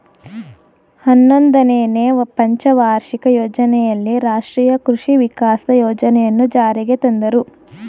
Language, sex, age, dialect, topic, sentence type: Kannada, female, 18-24, Mysore Kannada, agriculture, statement